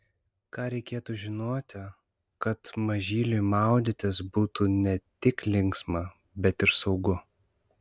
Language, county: Lithuanian, Klaipėda